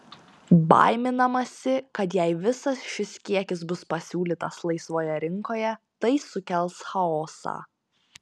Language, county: Lithuanian, Panevėžys